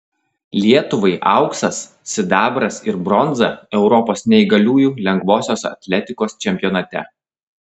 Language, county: Lithuanian, Klaipėda